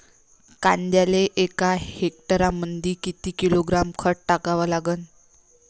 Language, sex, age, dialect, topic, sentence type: Marathi, female, 25-30, Varhadi, agriculture, question